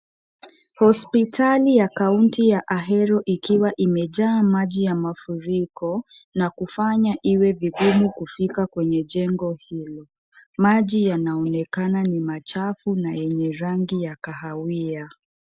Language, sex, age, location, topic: Swahili, female, 18-24, Kisumu, health